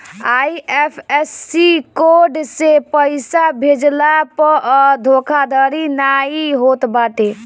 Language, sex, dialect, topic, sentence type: Bhojpuri, female, Northern, banking, statement